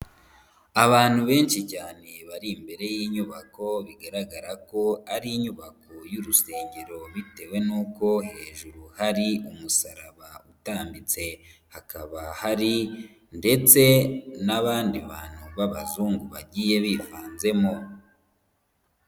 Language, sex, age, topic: Kinyarwanda, female, 18-24, finance